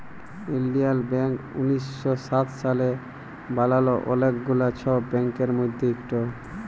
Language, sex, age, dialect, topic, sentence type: Bengali, male, 18-24, Jharkhandi, banking, statement